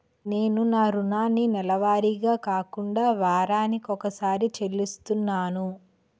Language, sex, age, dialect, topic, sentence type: Telugu, female, 18-24, Utterandhra, banking, statement